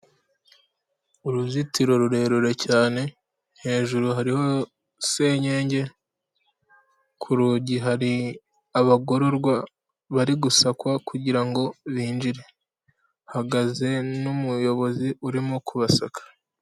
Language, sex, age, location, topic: Kinyarwanda, female, 18-24, Kigali, government